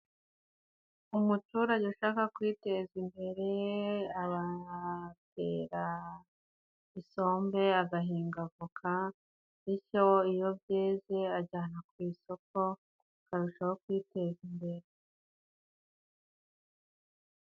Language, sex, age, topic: Kinyarwanda, female, 25-35, agriculture